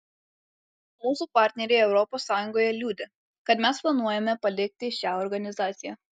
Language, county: Lithuanian, Alytus